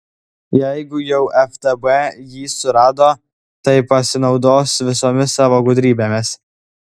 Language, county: Lithuanian, Klaipėda